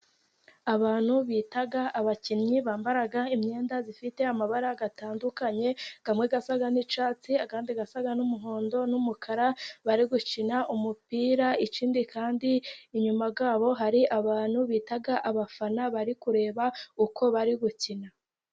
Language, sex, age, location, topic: Kinyarwanda, female, 25-35, Musanze, government